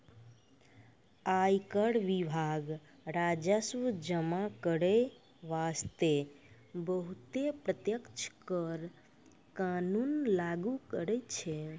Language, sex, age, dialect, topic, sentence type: Maithili, female, 56-60, Angika, banking, statement